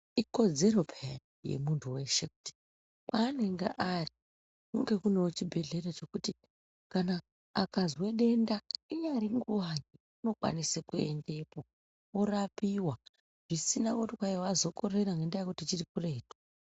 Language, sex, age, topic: Ndau, female, 36-49, health